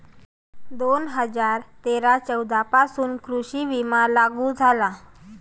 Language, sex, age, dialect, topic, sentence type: Marathi, female, 18-24, Varhadi, agriculture, statement